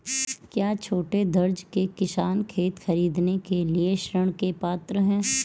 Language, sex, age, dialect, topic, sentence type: Hindi, female, 31-35, Marwari Dhudhari, agriculture, statement